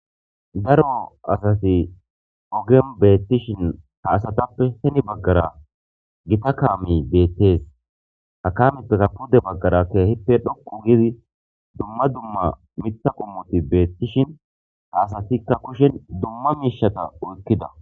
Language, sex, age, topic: Gamo, male, 25-35, government